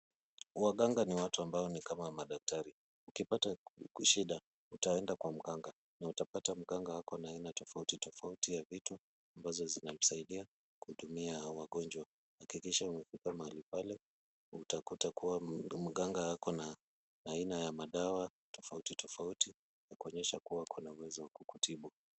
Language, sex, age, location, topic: Swahili, male, 36-49, Kisumu, health